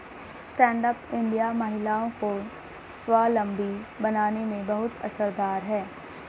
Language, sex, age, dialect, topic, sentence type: Hindi, male, 25-30, Hindustani Malvi Khadi Boli, banking, statement